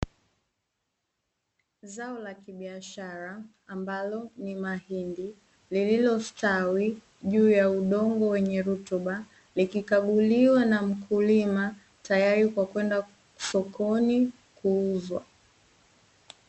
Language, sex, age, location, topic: Swahili, female, 18-24, Dar es Salaam, agriculture